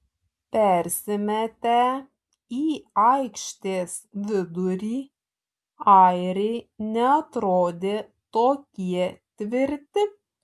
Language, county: Lithuanian, Šiauliai